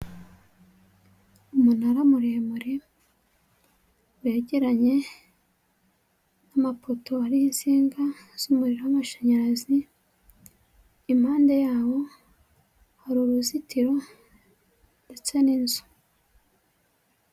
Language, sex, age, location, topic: Kinyarwanda, female, 25-35, Huye, government